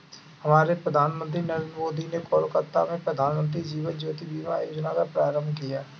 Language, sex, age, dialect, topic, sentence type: Hindi, male, 25-30, Kanauji Braj Bhasha, banking, statement